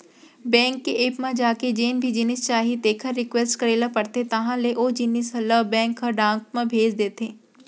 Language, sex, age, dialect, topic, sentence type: Chhattisgarhi, female, 46-50, Central, banking, statement